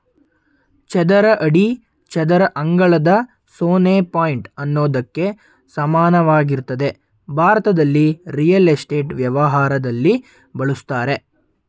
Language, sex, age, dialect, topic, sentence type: Kannada, male, 18-24, Mysore Kannada, agriculture, statement